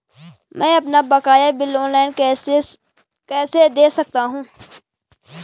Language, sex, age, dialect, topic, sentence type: Hindi, female, 25-30, Garhwali, banking, question